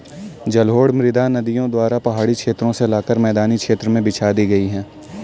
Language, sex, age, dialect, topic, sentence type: Hindi, male, 18-24, Kanauji Braj Bhasha, agriculture, statement